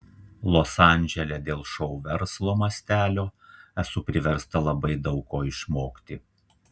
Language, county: Lithuanian, Telšiai